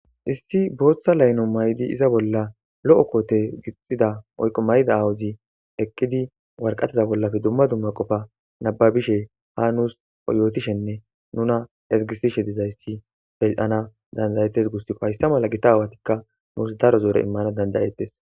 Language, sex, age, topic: Gamo, female, 25-35, government